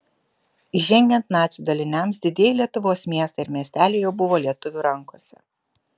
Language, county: Lithuanian, Kaunas